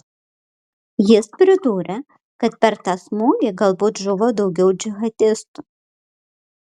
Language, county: Lithuanian, Panevėžys